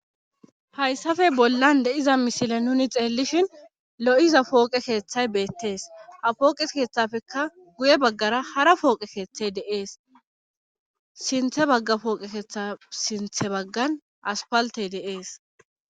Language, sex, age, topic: Gamo, female, 25-35, government